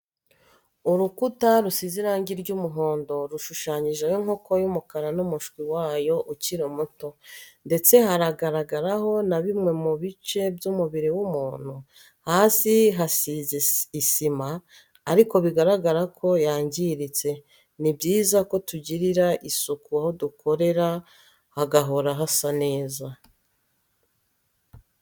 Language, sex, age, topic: Kinyarwanda, female, 36-49, education